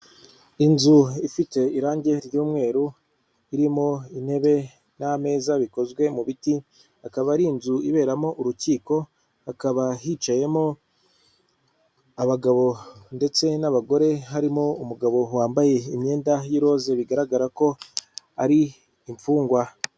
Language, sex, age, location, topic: Kinyarwanda, female, 36-49, Kigali, government